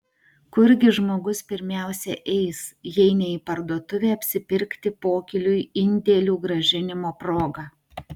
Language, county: Lithuanian, Utena